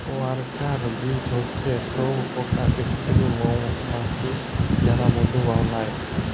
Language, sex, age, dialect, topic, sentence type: Bengali, male, 25-30, Jharkhandi, agriculture, statement